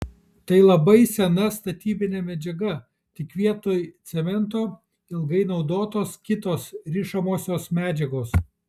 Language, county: Lithuanian, Kaunas